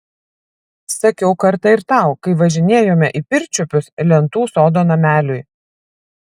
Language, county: Lithuanian, Vilnius